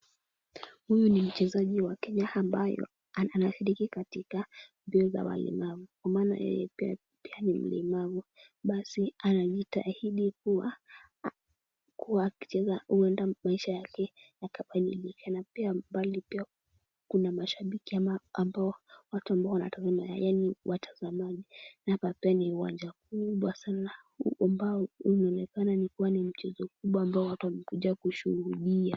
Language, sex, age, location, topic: Swahili, female, 18-24, Kisumu, education